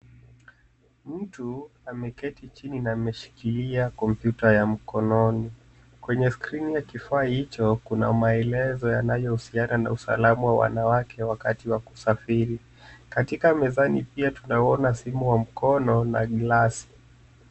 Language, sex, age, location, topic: Swahili, male, 25-35, Nairobi, education